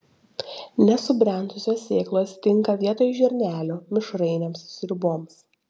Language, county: Lithuanian, Šiauliai